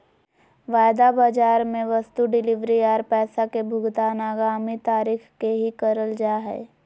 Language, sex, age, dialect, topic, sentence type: Magahi, female, 18-24, Southern, banking, statement